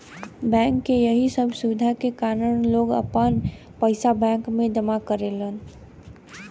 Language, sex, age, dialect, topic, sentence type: Bhojpuri, female, 18-24, Western, banking, statement